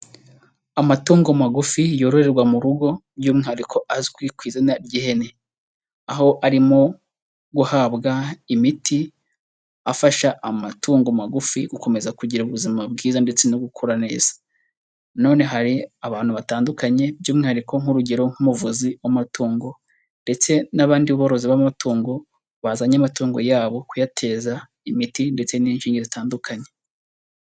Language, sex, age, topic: Kinyarwanda, male, 18-24, agriculture